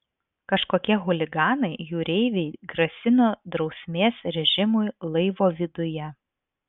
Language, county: Lithuanian, Vilnius